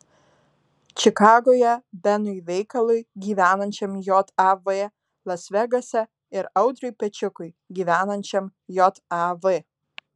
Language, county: Lithuanian, Alytus